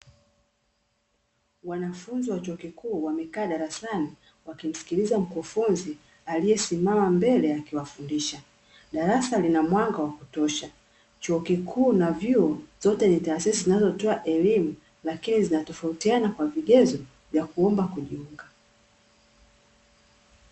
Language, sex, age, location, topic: Swahili, female, 36-49, Dar es Salaam, education